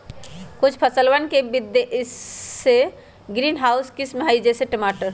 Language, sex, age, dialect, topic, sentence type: Magahi, male, 18-24, Western, agriculture, statement